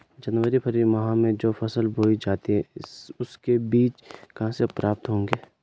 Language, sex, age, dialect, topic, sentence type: Hindi, male, 25-30, Garhwali, agriculture, question